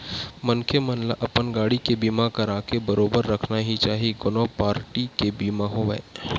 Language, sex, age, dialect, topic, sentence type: Chhattisgarhi, male, 18-24, Western/Budati/Khatahi, banking, statement